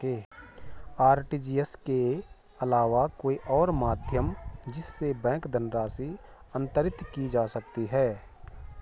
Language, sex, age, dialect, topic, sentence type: Hindi, male, 41-45, Garhwali, banking, question